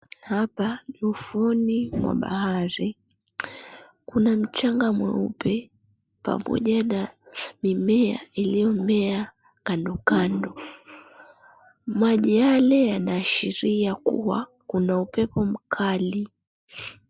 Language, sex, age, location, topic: Swahili, female, 25-35, Mombasa, government